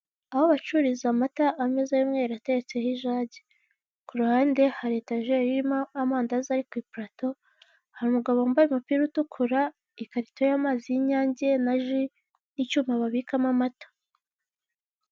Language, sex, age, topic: Kinyarwanda, female, 18-24, finance